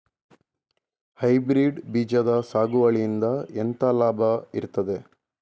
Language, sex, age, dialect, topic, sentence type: Kannada, male, 25-30, Coastal/Dakshin, agriculture, question